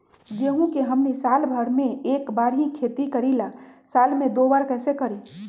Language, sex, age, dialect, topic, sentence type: Magahi, male, 18-24, Western, agriculture, question